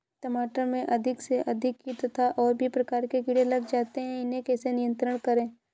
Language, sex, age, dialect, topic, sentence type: Hindi, female, 18-24, Awadhi Bundeli, agriculture, question